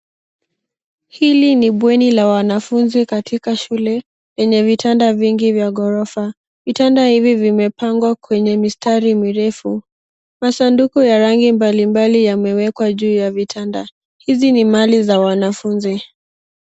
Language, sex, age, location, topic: Swahili, female, 18-24, Nairobi, education